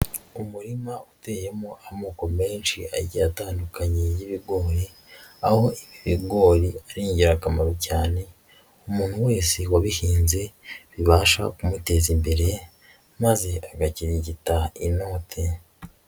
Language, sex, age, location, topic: Kinyarwanda, male, 25-35, Huye, agriculture